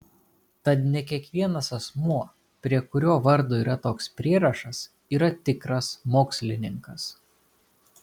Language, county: Lithuanian, Kaunas